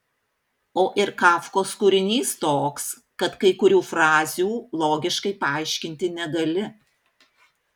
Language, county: Lithuanian, Panevėžys